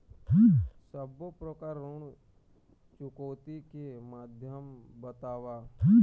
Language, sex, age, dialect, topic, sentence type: Chhattisgarhi, male, 25-30, Eastern, banking, question